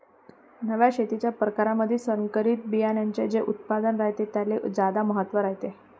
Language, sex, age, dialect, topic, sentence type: Marathi, female, 31-35, Varhadi, agriculture, statement